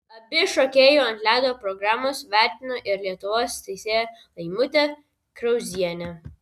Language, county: Lithuanian, Vilnius